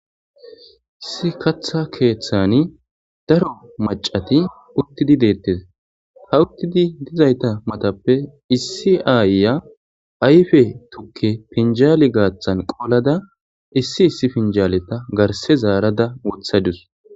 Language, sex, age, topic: Gamo, male, 25-35, government